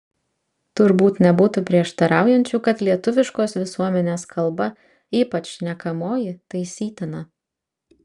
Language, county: Lithuanian, Vilnius